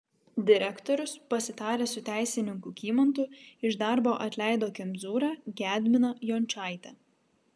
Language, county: Lithuanian, Vilnius